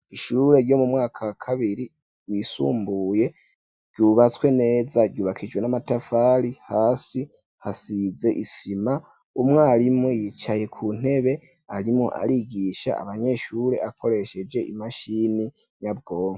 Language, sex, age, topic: Rundi, male, 18-24, education